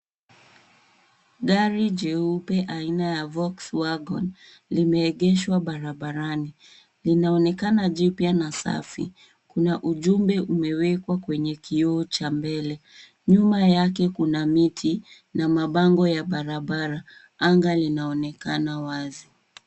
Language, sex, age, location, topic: Swahili, female, 18-24, Nairobi, finance